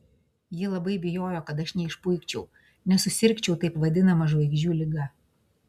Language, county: Lithuanian, Klaipėda